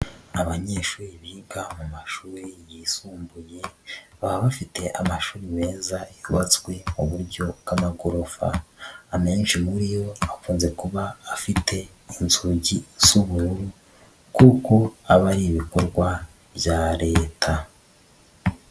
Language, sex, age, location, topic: Kinyarwanda, male, 50+, Nyagatare, education